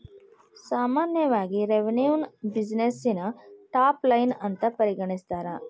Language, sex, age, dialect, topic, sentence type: Kannada, female, 41-45, Dharwad Kannada, banking, statement